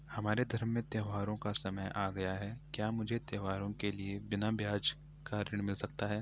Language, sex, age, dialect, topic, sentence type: Hindi, male, 18-24, Garhwali, banking, question